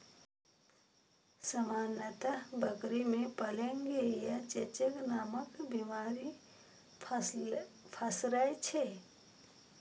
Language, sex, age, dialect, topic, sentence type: Maithili, female, 18-24, Eastern / Thethi, agriculture, statement